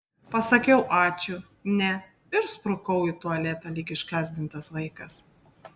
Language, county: Lithuanian, Panevėžys